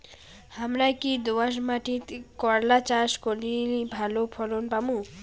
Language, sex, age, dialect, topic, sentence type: Bengali, female, 18-24, Rajbangshi, agriculture, question